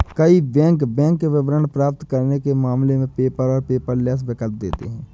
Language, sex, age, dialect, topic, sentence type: Hindi, male, 25-30, Awadhi Bundeli, banking, statement